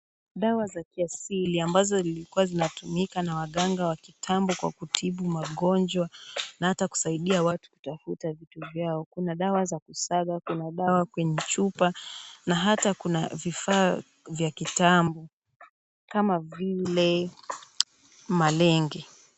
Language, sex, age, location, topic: Swahili, female, 18-24, Kisumu, health